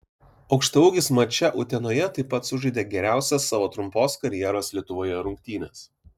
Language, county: Lithuanian, Vilnius